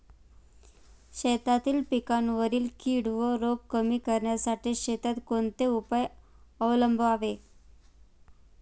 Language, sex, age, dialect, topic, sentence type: Marathi, female, 25-30, Standard Marathi, agriculture, question